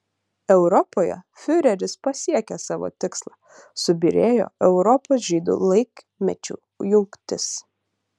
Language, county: Lithuanian, Utena